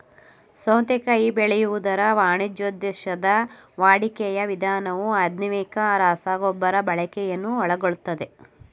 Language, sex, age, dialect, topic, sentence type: Kannada, male, 18-24, Mysore Kannada, agriculture, statement